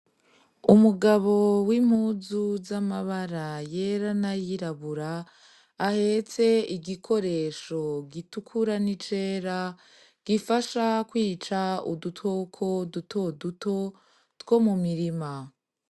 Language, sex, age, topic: Rundi, female, 25-35, agriculture